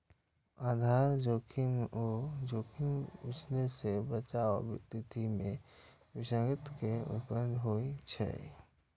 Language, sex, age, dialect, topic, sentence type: Maithili, male, 25-30, Eastern / Thethi, banking, statement